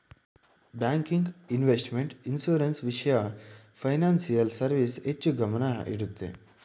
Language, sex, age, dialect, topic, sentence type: Kannada, male, 25-30, Mysore Kannada, banking, statement